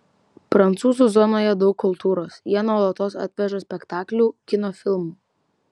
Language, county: Lithuanian, Vilnius